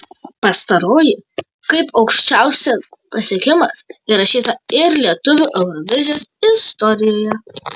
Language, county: Lithuanian, Kaunas